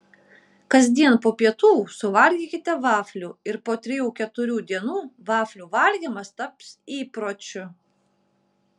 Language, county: Lithuanian, Kaunas